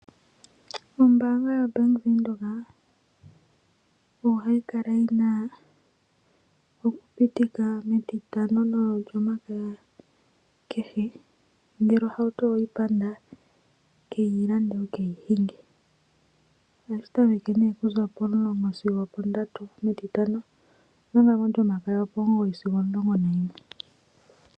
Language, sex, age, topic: Oshiwambo, female, 25-35, finance